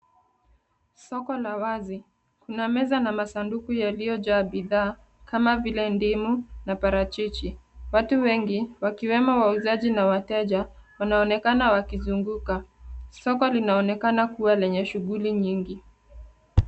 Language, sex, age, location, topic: Swahili, female, 25-35, Nairobi, finance